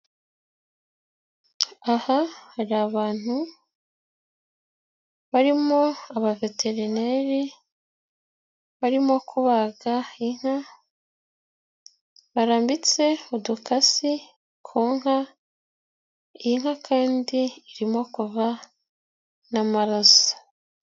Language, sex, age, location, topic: Kinyarwanda, female, 18-24, Nyagatare, agriculture